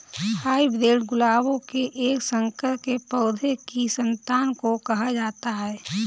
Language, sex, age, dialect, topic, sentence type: Hindi, female, 25-30, Kanauji Braj Bhasha, banking, statement